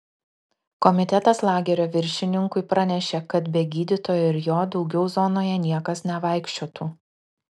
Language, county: Lithuanian, Klaipėda